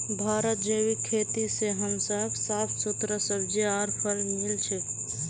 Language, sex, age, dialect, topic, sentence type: Magahi, male, 18-24, Northeastern/Surjapuri, agriculture, statement